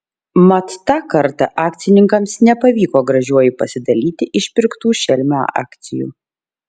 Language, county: Lithuanian, Šiauliai